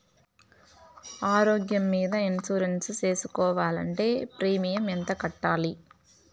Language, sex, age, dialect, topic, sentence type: Telugu, female, 18-24, Southern, banking, question